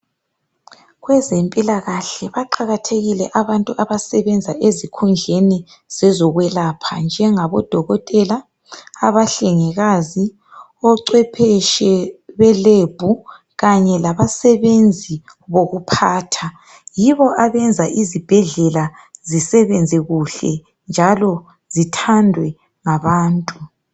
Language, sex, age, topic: North Ndebele, female, 36-49, health